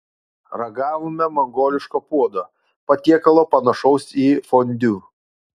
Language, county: Lithuanian, Utena